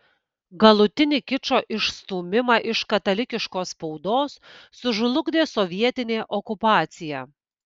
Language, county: Lithuanian, Kaunas